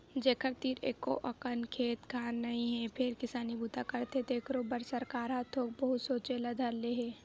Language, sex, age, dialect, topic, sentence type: Chhattisgarhi, female, 18-24, Western/Budati/Khatahi, agriculture, statement